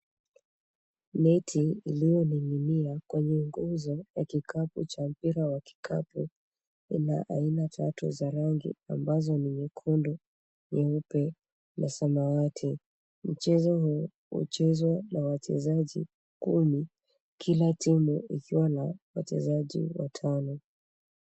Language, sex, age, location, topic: Swahili, female, 25-35, Nairobi, health